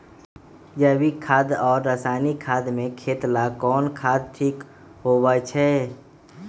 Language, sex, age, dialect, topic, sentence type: Magahi, male, 25-30, Western, agriculture, question